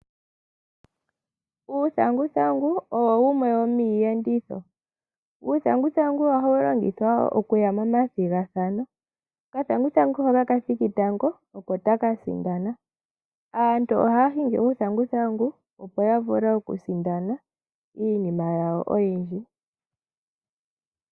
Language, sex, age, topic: Oshiwambo, female, 18-24, finance